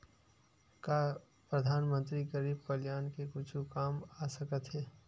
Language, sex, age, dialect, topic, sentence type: Chhattisgarhi, male, 25-30, Western/Budati/Khatahi, banking, question